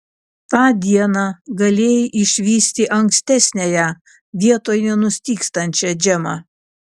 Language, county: Lithuanian, Kaunas